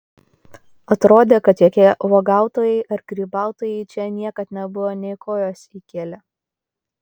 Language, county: Lithuanian, Kaunas